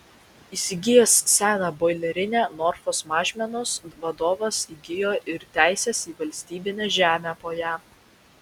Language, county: Lithuanian, Vilnius